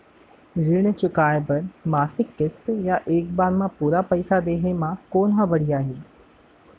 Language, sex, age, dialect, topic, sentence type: Chhattisgarhi, male, 18-24, Central, banking, question